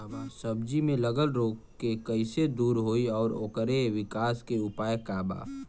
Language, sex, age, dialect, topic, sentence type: Bhojpuri, male, 18-24, Western, agriculture, question